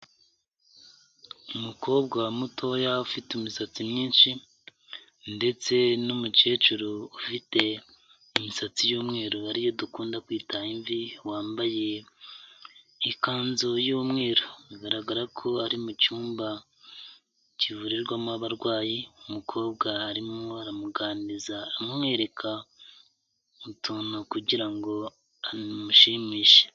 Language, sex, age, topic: Kinyarwanda, male, 25-35, health